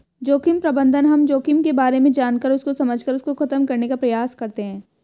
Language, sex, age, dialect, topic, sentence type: Hindi, female, 25-30, Hindustani Malvi Khadi Boli, agriculture, statement